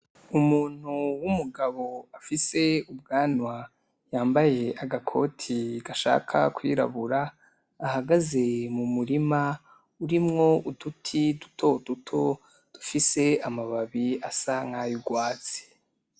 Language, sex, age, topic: Rundi, male, 18-24, agriculture